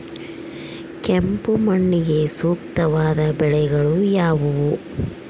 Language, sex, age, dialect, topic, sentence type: Kannada, female, 25-30, Central, agriculture, question